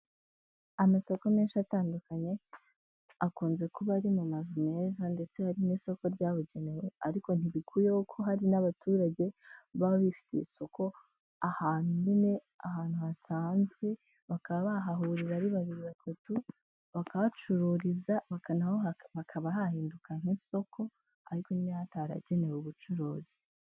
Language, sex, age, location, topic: Kinyarwanda, female, 18-24, Huye, government